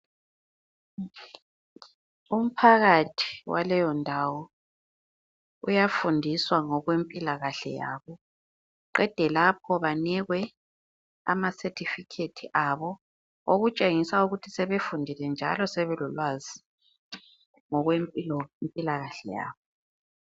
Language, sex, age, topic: North Ndebele, female, 25-35, health